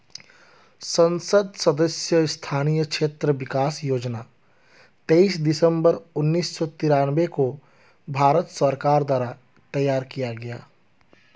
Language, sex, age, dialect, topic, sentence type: Hindi, male, 31-35, Hindustani Malvi Khadi Boli, banking, statement